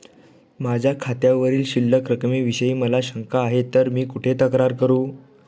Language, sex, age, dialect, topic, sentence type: Marathi, male, 25-30, Standard Marathi, banking, question